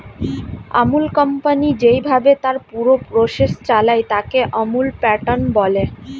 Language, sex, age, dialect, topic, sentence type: Bengali, female, 25-30, Standard Colloquial, agriculture, statement